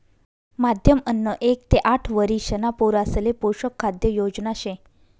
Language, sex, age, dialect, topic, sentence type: Marathi, female, 25-30, Northern Konkan, agriculture, statement